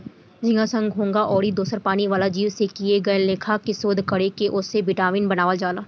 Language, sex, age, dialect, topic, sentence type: Bhojpuri, female, 18-24, Southern / Standard, agriculture, statement